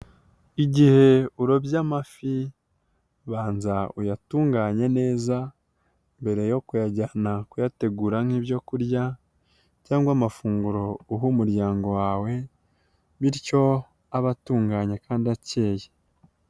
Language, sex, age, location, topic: Kinyarwanda, female, 18-24, Nyagatare, agriculture